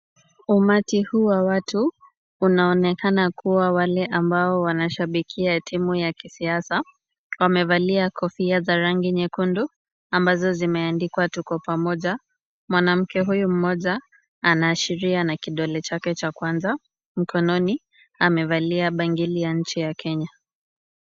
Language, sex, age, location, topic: Swahili, female, 25-35, Kisumu, government